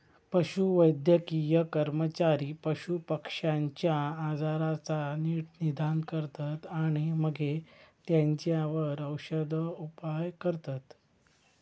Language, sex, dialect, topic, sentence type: Marathi, male, Southern Konkan, agriculture, statement